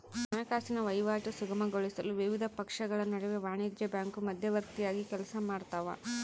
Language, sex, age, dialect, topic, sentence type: Kannada, female, 25-30, Central, banking, statement